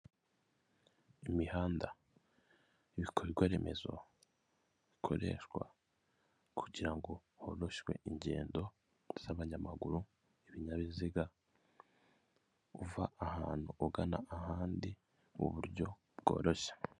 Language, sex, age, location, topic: Kinyarwanda, male, 25-35, Kigali, government